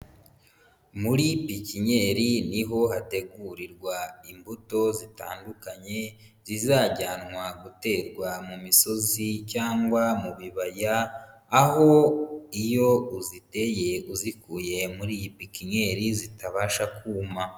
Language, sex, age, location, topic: Kinyarwanda, male, 25-35, Huye, agriculture